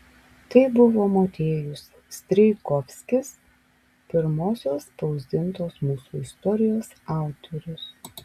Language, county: Lithuanian, Alytus